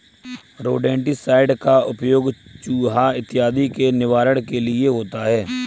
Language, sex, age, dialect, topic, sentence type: Hindi, male, 25-30, Kanauji Braj Bhasha, agriculture, statement